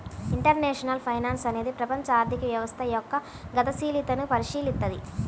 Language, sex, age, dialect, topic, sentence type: Telugu, female, 18-24, Central/Coastal, banking, statement